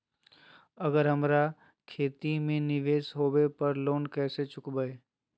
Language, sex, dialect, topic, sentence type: Magahi, male, Southern, banking, question